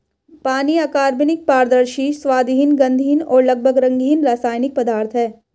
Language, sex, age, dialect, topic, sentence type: Hindi, female, 18-24, Marwari Dhudhari, agriculture, statement